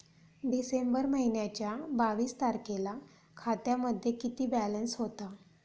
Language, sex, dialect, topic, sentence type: Marathi, female, Standard Marathi, banking, question